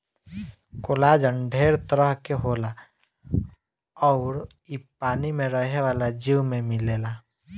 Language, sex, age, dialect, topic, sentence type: Bhojpuri, male, 25-30, Southern / Standard, agriculture, statement